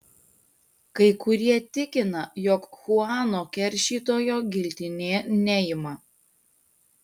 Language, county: Lithuanian, Panevėžys